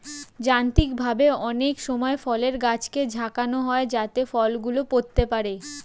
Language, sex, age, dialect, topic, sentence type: Bengali, female, 18-24, Standard Colloquial, agriculture, statement